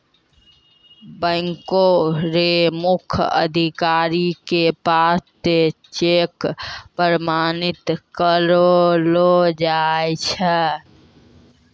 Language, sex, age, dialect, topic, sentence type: Maithili, female, 18-24, Angika, banking, statement